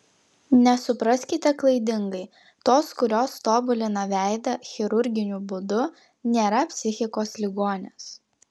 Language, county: Lithuanian, Klaipėda